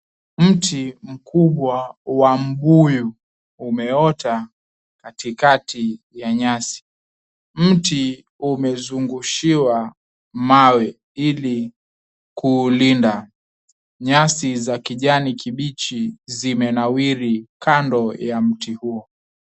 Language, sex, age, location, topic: Swahili, male, 18-24, Mombasa, agriculture